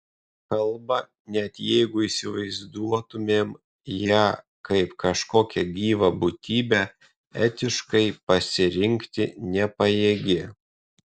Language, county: Lithuanian, Kaunas